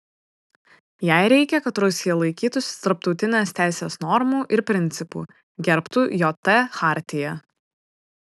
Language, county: Lithuanian, Vilnius